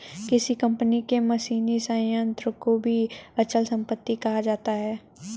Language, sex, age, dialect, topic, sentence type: Hindi, female, 31-35, Hindustani Malvi Khadi Boli, banking, statement